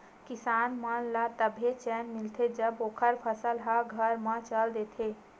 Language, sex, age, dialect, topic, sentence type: Chhattisgarhi, female, 18-24, Western/Budati/Khatahi, agriculture, statement